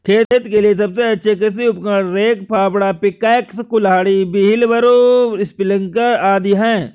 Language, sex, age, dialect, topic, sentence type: Hindi, male, 25-30, Awadhi Bundeli, agriculture, statement